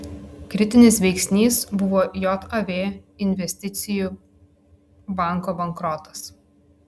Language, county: Lithuanian, Klaipėda